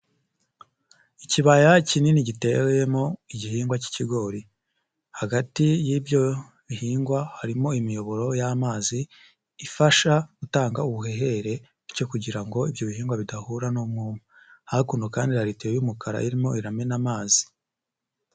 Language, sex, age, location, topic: Kinyarwanda, male, 50+, Nyagatare, agriculture